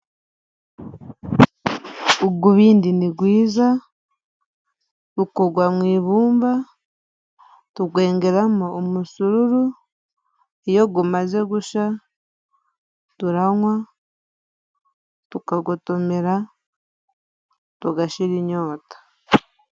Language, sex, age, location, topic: Kinyarwanda, female, 25-35, Musanze, government